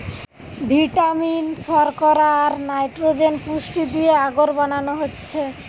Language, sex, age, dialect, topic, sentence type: Bengali, female, 25-30, Western, agriculture, statement